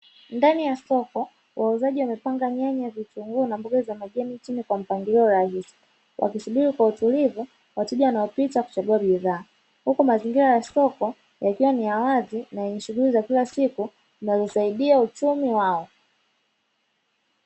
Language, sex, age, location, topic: Swahili, female, 25-35, Dar es Salaam, finance